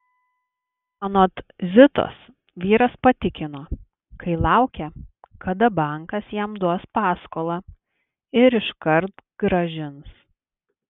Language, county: Lithuanian, Klaipėda